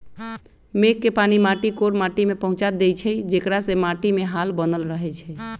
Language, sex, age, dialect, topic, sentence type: Magahi, male, 18-24, Western, agriculture, statement